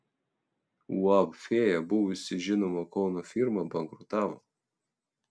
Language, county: Lithuanian, Telšiai